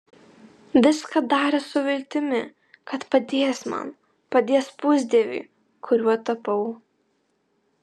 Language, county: Lithuanian, Vilnius